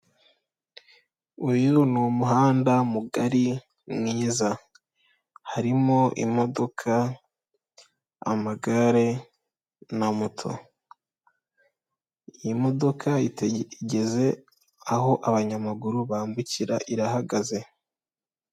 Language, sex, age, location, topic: Kinyarwanda, female, 18-24, Kigali, government